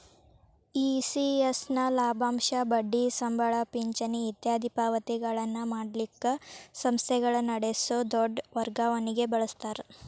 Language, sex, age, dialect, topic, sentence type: Kannada, female, 18-24, Dharwad Kannada, banking, statement